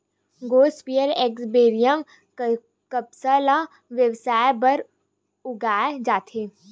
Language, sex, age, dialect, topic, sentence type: Chhattisgarhi, female, 18-24, Western/Budati/Khatahi, agriculture, statement